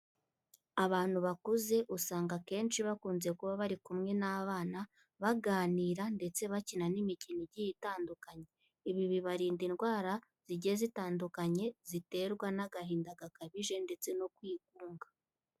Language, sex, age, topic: Kinyarwanda, female, 18-24, health